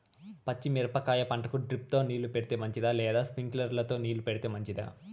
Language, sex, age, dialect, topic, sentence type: Telugu, male, 18-24, Southern, agriculture, question